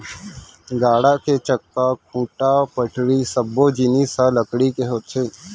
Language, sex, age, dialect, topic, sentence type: Chhattisgarhi, male, 18-24, Central, agriculture, statement